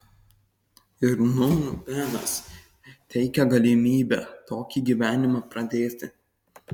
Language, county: Lithuanian, Kaunas